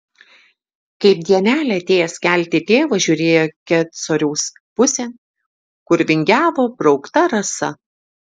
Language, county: Lithuanian, Šiauliai